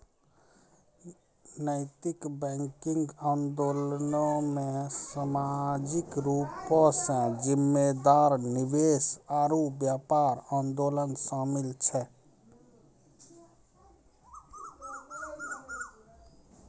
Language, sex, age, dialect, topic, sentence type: Maithili, male, 36-40, Angika, banking, statement